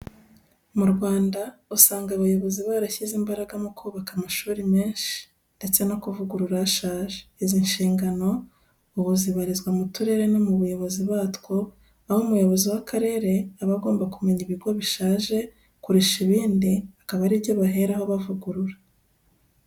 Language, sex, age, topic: Kinyarwanda, female, 36-49, education